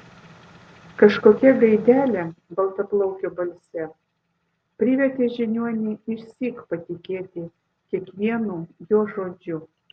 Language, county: Lithuanian, Vilnius